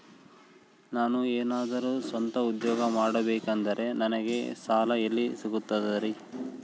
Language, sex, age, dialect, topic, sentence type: Kannada, male, 25-30, Central, banking, question